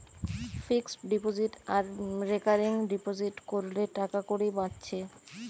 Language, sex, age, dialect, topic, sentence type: Bengali, male, 25-30, Western, banking, statement